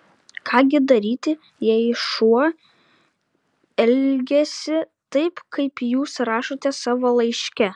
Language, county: Lithuanian, Vilnius